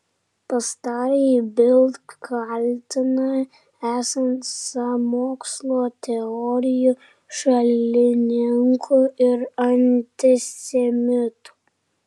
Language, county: Lithuanian, Kaunas